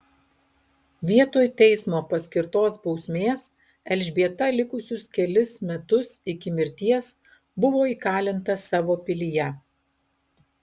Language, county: Lithuanian, Alytus